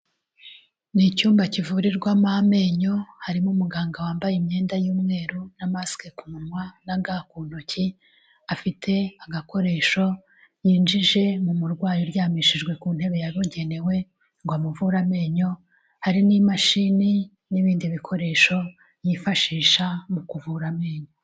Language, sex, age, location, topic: Kinyarwanda, female, 36-49, Kigali, health